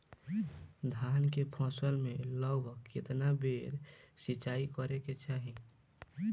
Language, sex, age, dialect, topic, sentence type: Bhojpuri, male, <18, Northern, agriculture, question